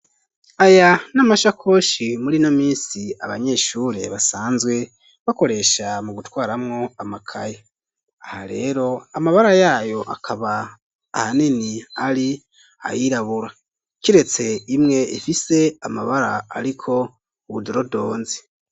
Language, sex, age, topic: Rundi, male, 25-35, education